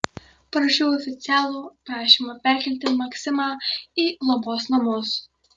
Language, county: Lithuanian, Kaunas